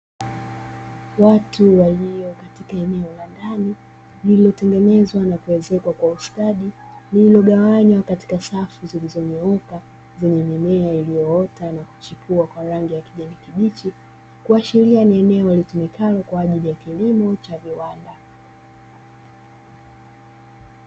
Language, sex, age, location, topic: Swahili, female, 25-35, Dar es Salaam, agriculture